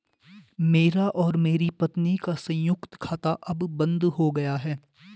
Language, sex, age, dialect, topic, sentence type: Hindi, male, 18-24, Garhwali, banking, statement